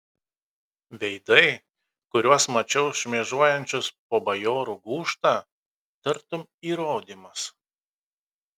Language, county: Lithuanian, Kaunas